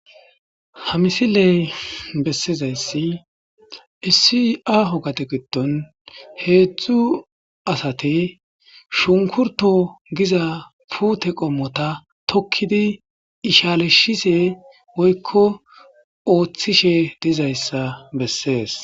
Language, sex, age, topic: Gamo, male, 25-35, agriculture